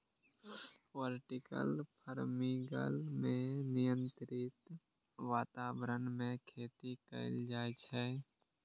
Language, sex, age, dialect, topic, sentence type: Maithili, male, 18-24, Eastern / Thethi, agriculture, statement